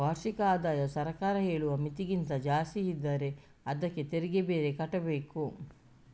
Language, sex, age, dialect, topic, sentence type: Kannada, female, 41-45, Coastal/Dakshin, banking, statement